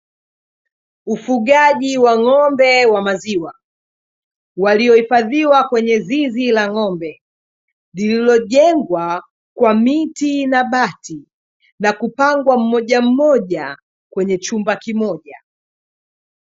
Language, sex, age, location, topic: Swahili, female, 25-35, Dar es Salaam, agriculture